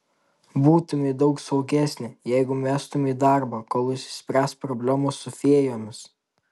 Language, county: Lithuanian, Tauragė